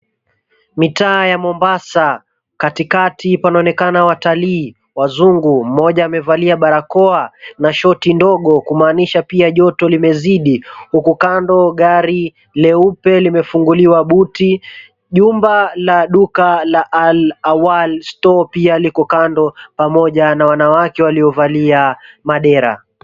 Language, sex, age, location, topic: Swahili, male, 25-35, Mombasa, government